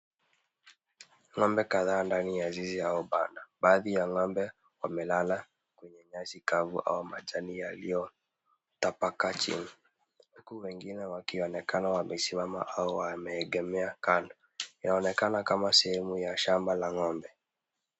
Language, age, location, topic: Swahili, 36-49, Kisumu, agriculture